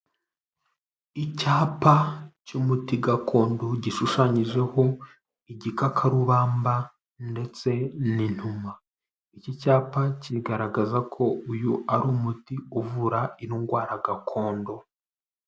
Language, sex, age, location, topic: Kinyarwanda, male, 18-24, Kigali, health